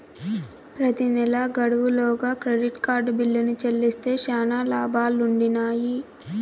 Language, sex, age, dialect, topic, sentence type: Telugu, female, 25-30, Southern, banking, statement